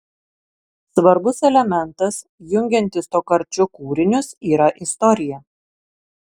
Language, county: Lithuanian, Marijampolė